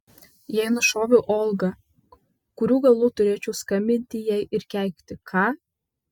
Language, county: Lithuanian, Vilnius